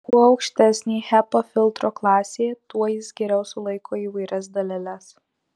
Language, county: Lithuanian, Marijampolė